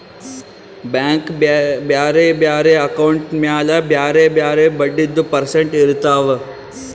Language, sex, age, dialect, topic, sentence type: Kannada, male, 18-24, Northeastern, banking, statement